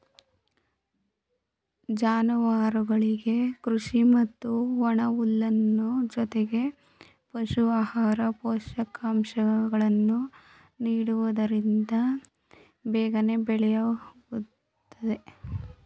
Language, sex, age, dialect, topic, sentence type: Kannada, female, 18-24, Mysore Kannada, agriculture, statement